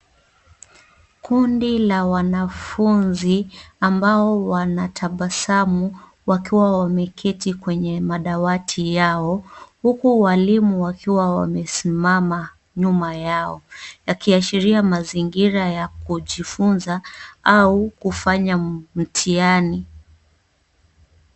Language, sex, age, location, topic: Swahili, female, 25-35, Nairobi, education